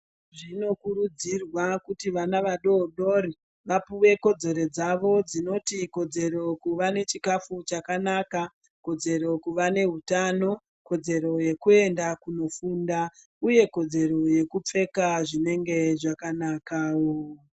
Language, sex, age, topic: Ndau, male, 36-49, health